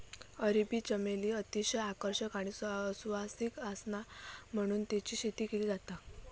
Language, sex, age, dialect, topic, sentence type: Marathi, female, 18-24, Southern Konkan, agriculture, statement